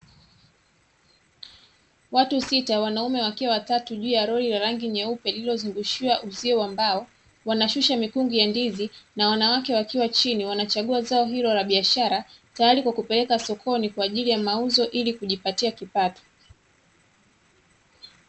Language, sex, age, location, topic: Swahili, female, 25-35, Dar es Salaam, agriculture